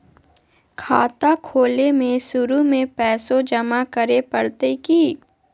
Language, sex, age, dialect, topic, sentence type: Magahi, female, 51-55, Southern, banking, question